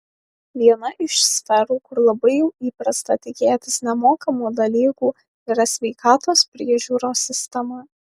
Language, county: Lithuanian, Alytus